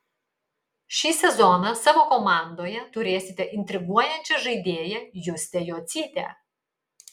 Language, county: Lithuanian, Kaunas